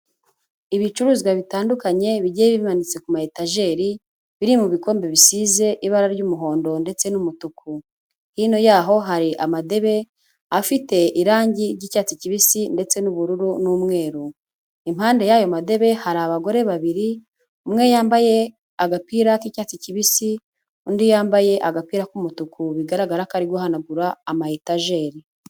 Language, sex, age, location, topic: Kinyarwanda, female, 25-35, Huye, finance